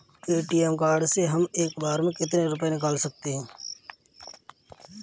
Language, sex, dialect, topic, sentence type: Hindi, male, Kanauji Braj Bhasha, banking, question